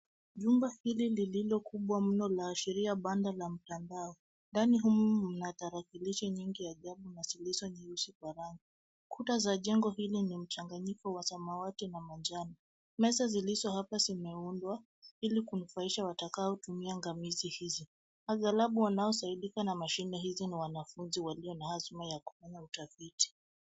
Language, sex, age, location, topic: Swahili, female, 25-35, Nairobi, education